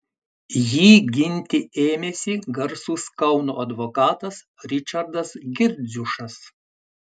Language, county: Lithuanian, Klaipėda